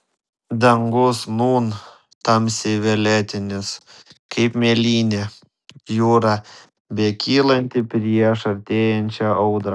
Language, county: Lithuanian, Vilnius